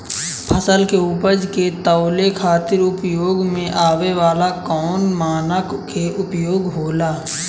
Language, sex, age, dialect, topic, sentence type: Bhojpuri, male, 18-24, Southern / Standard, agriculture, question